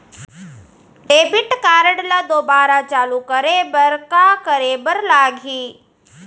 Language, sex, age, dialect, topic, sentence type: Chhattisgarhi, female, 41-45, Central, banking, question